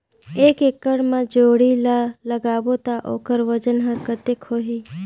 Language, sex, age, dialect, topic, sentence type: Chhattisgarhi, female, 25-30, Northern/Bhandar, agriculture, question